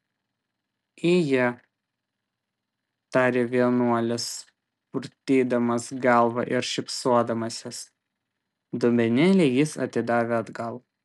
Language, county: Lithuanian, Vilnius